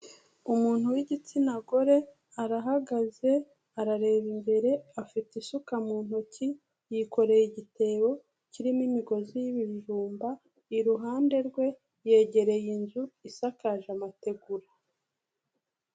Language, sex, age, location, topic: Kinyarwanda, female, 36-49, Kigali, health